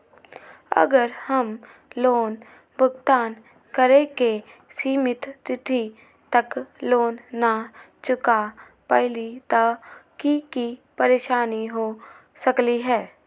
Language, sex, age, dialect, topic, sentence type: Magahi, female, 18-24, Western, banking, question